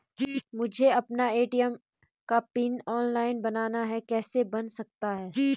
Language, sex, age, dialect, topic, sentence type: Hindi, female, 25-30, Garhwali, banking, question